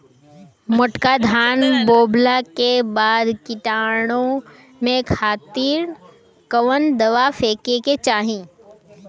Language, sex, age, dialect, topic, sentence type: Bhojpuri, female, 18-24, Western, agriculture, question